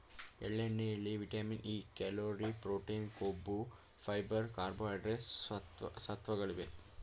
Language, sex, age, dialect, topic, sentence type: Kannada, male, 18-24, Mysore Kannada, agriculture, statement